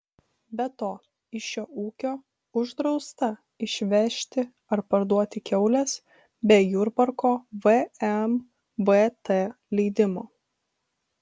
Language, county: Lithuanian, Vilnius